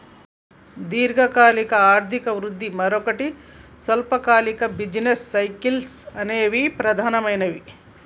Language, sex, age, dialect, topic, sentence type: Telugu, male, 41-45, Telangana, banking, statement